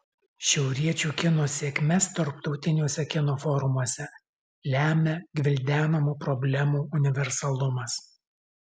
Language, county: Lithuanian, Alytus